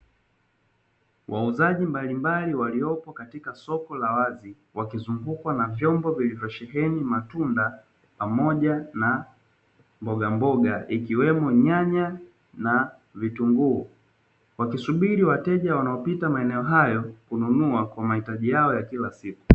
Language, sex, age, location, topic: Swahili, male, 18-24, Dar es Salaam, finance